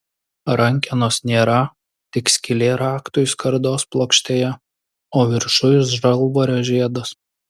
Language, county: Lithuanian, Klaipėda